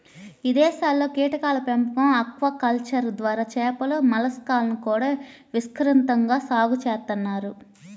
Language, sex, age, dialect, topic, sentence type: Telugu, female, 31-35, Central/Coastal, agriculture, statement